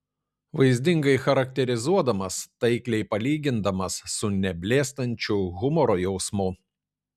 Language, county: Lithuanian, Šiauliai